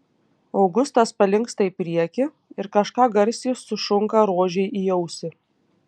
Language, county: Lithuanian, Panevėžys